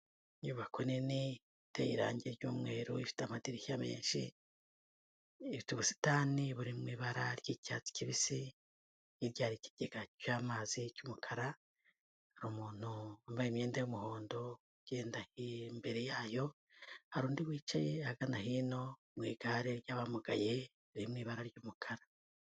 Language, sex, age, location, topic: Kinyarwanda, female, 18-24, Kigali, health